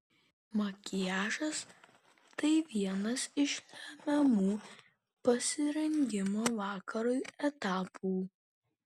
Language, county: Lithuanian, Kaunas